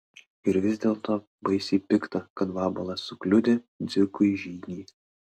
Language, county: Lithuanian, Klaipėda